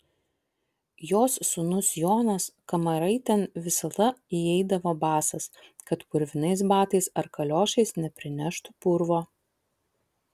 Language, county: Lithuanian, Vilnius